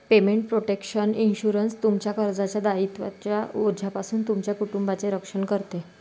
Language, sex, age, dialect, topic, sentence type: Marathi, female, 18-24, Varhadi, banking, statement